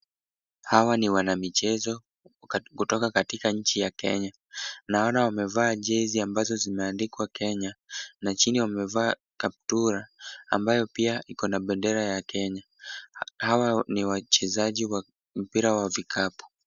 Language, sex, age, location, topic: Swahili, male, 18-24, Kisumu, government